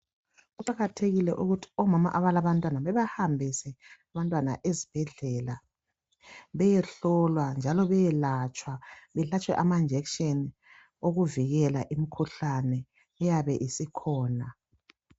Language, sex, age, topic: North Ndebele, male, 36-49, health